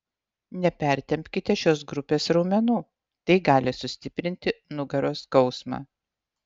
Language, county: Lithuanian, Utena